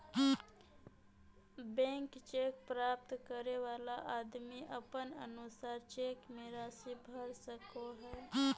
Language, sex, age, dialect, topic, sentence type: Magahi, female, 31-35, Southern, banking, statement